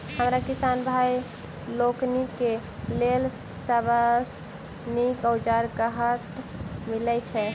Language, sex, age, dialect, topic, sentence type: Maithili, female, 18-24, Southern/Standard, agriculture, question